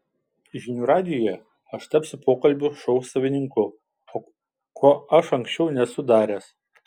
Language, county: Lithuanian, Kaunas